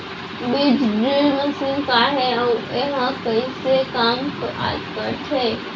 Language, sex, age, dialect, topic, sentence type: Chhattisgarhi, female, 36-40, Central, agriculture, question